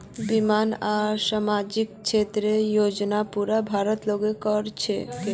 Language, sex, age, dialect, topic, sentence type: Magahi, female, 18-24, Northeastern/Surjapuri, banking, statement